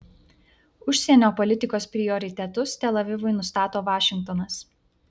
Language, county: Lithuanian, Vilnius